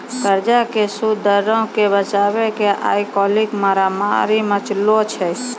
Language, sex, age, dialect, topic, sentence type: Maithili, female, 36-40, Angika, banking, statement